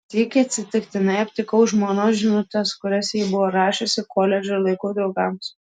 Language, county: Lithuanian, Tauragė